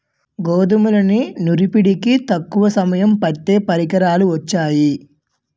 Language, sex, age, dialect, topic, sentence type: Telugu, male, 18-24, Utterandhra, agriculture, statement